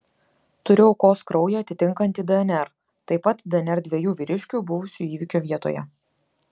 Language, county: Lithuanian, Klaipėda